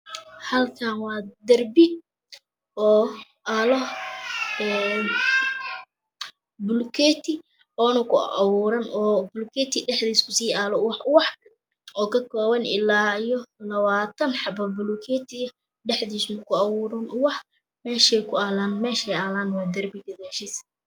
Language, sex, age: Somali, female, 18-24